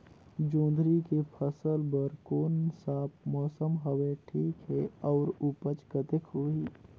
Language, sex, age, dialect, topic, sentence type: Chhattisgarhi, male, 18-24, Northern/Bhandar, agriculture, question